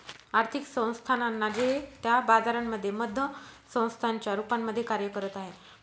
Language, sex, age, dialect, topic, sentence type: Marathi, female, 31-35, Northern Konkan, banking, statement